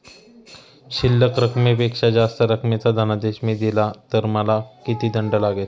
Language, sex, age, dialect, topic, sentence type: Marathi, male, 18-24, Standard Marathi, banking, question